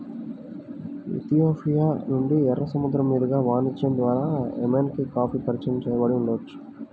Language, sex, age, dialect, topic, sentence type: Telugu, male, 18-24, Central/Coastal, agriculture, statement